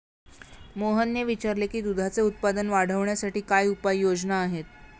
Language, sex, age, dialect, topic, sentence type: Marathi, female, 56-60, Standard Marathi, agriculture, statement